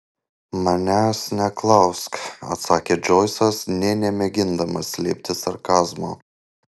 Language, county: Lithuanian, Panevėžys